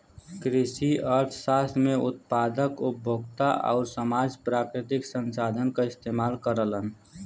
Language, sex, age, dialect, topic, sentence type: Bhojpuri, male, 18-24, Western, banking, statement